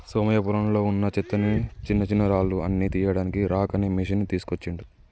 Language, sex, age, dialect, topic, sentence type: Telugu, male, 18-24, Telangana, agriculture, statement